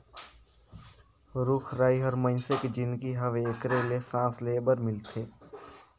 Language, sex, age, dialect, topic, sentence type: Chhattisgarhi, male, 56-60, Northern/Bhandar, agriculture, statement